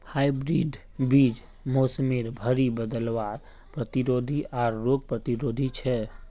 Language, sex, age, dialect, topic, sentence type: Magahi, male, 25-30, Northeastern/Surjapuri, agriculture, statement